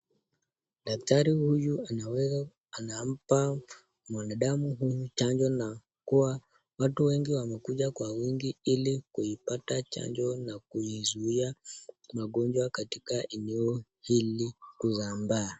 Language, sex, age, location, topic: Swahili, male, 25-35, Nakuru, health